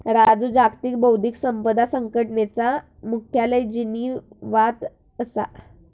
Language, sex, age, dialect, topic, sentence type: Marathi, female, 25-30, Southern Konkan, banking, statement